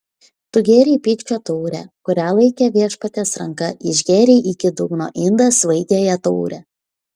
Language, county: Lithuanian, Šiauliai